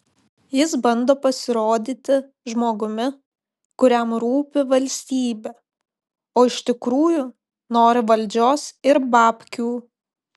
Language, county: Lithuanian, Panevėžys